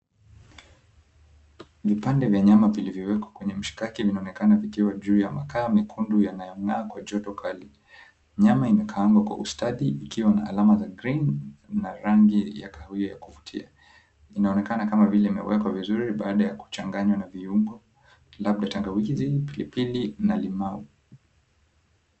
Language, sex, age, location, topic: Swahili, male, 25-35, Mombasa, agriculture